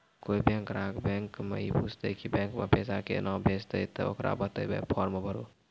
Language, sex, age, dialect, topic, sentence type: Maithili, male, 18-24, Angika, banking, question